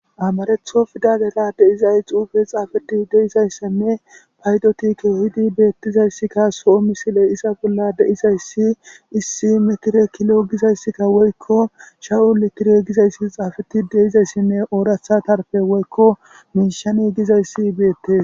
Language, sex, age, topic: Gamo, male, 18-24, government